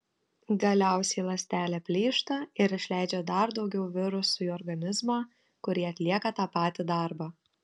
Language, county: Lithuanian, Telšiai